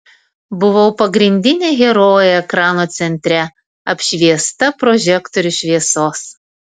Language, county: Lithuanian, Vilnius